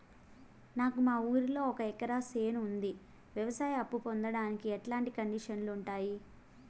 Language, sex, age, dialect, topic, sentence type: Telugu, female, 18-24, Southern, banking, question